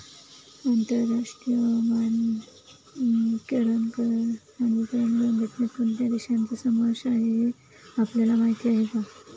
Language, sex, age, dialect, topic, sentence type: Marathi, female, 25-30, Standard Marathi, banking, statement